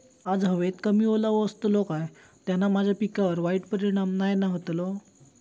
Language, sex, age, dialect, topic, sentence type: Marathi, male, 18-24, Southern Konkan, agriculture, question